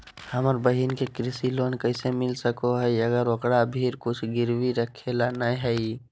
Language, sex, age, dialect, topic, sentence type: Magahi, male, 18-24, Southern, agriculture, statement